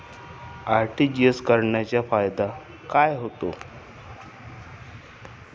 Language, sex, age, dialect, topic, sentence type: Marathi, male, 25-30, Standard Marathi, banking, question